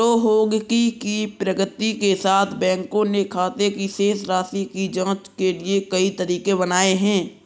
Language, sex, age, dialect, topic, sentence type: Hindi, male, 60-100, Kanauji Braj Bhasha, banking, statement